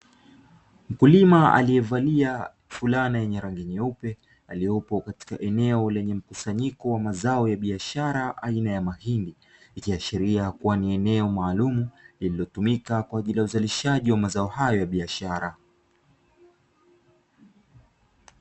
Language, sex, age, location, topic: Swahili, male, 25-35, Dar es Salaam, agriculture